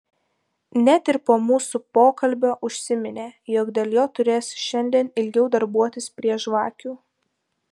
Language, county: Lithuanian, Vilnius